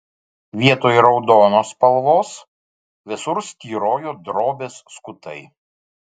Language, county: Lithuanian, Vilnius